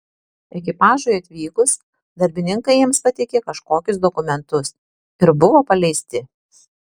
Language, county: Lithuanian, Tauragė